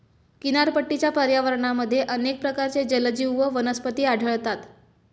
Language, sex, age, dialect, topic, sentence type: Marathi, female, 18-24, Standard Marathi, agriculture, statement